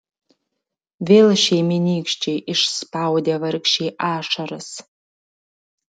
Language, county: Lithuanian, Klaipėda